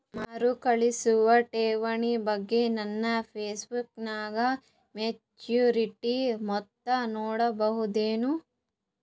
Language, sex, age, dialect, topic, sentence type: Kannada, female, 18-24, Northeastern, banking, question